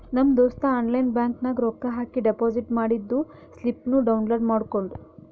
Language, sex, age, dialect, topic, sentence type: Kannada, female, 18-24, Northeastern, banking, statement